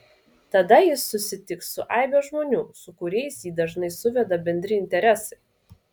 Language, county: Lithuanian, Vilnius